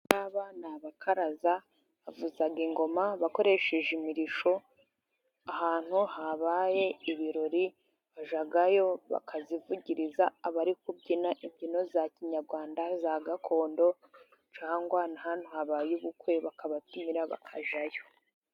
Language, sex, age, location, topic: Kinyarwanda, female, 50+, Musanze, government